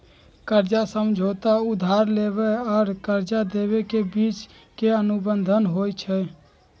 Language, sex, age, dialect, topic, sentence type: Magahi, male, 18-24, Western, banking, statement